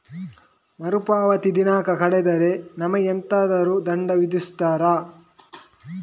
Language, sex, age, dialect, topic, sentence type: Kannada, male, 18-24, Coastal/Dakshin, banking, question